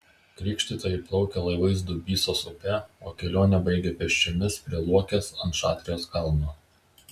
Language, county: Lithuanian, Vilnius